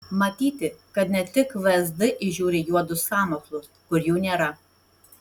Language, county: Lithuanian, Tauragė